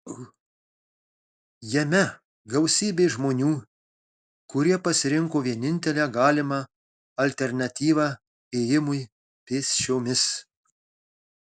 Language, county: Lithuanian, Marijampolė